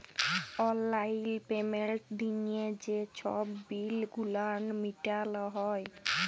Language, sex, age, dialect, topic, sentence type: Bengali, female, 18-24, Jharkhandi, banking, statement